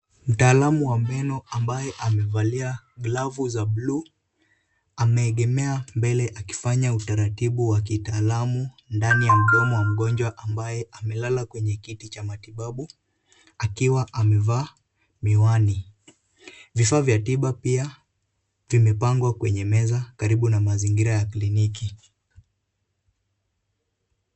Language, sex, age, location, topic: Swahili, male, 18-24, Kisumu, health